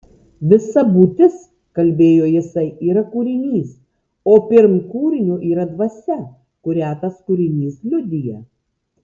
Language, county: Lithuanian, Tauragė